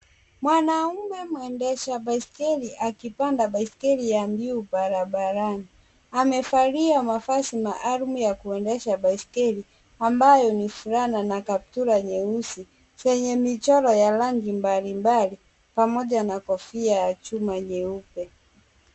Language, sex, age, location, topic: Swahili, female, 36-49, Kisumu, education